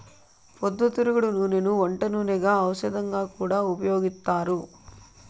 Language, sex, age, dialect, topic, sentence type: Telugu, female, 31-35, Southern, agriculture, statement